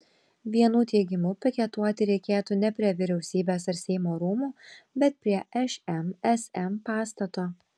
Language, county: Lithuanian, Kaunas